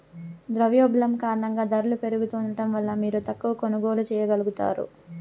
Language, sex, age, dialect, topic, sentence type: Telugu, male, 18-24, Southern, banking, statement